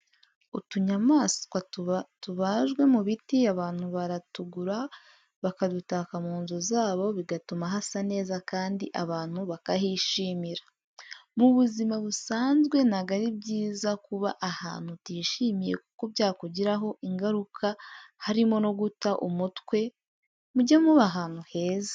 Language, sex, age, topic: Kinyarwanda, female, 25-35, education